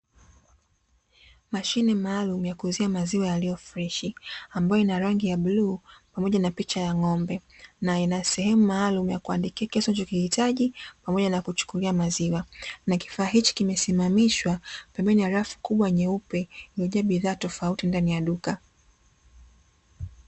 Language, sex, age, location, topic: Swahili, female, 18-24, Dar es Salaam, finance